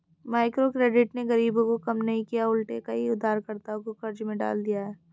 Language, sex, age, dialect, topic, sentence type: Hindi, female, 18-24, Hindustani Malvi Khadi Boli, banking, statement